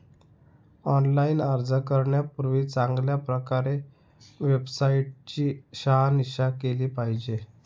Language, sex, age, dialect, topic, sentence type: Marathi, male, 31-35, Northern Konkan, banking, statement